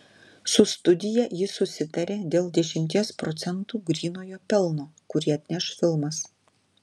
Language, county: Lithuanian, Klaipėda